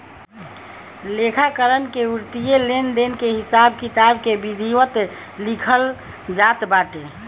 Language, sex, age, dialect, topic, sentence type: Bhojpuri, female, 18-24, Northern, banking, statement